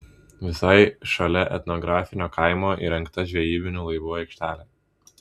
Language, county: Lithuanian, Vilnius